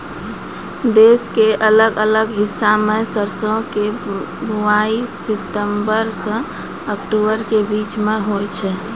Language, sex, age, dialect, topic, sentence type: Maithili, female, 36-40, Angika, agriculture, statement